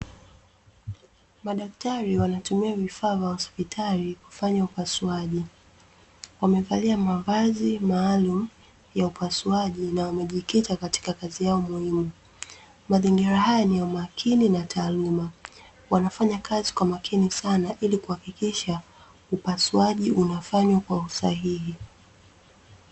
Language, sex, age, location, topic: Swahili, female, 25-35, Dar es Salaam, health